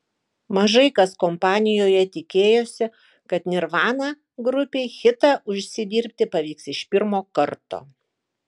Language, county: Lithuanian, Kaunas